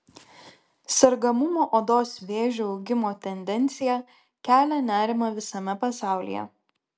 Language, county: Lithuanian, Klaipėda